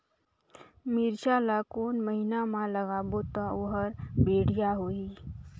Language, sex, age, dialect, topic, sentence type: Chhattisgarhi, female, 18-24, Northern/Bhandar, agriculture, question